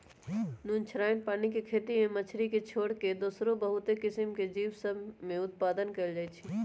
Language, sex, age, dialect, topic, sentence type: Magahi, female, 18-24, Western, agriculture, statement